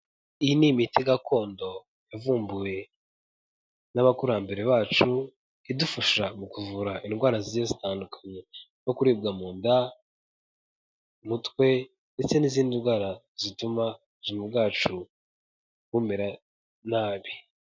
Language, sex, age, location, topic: Kinyarwanda, male, 18-24, Kigali, health